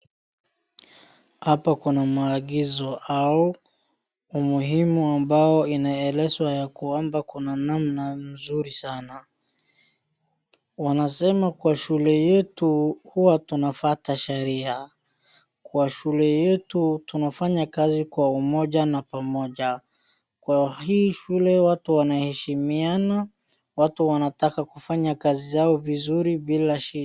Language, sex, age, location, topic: Swahili, male, 18-24, Wajir, education